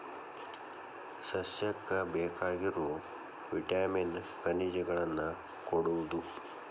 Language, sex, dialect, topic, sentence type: Kannada, male, Dharwad Kannada, agriculture, statement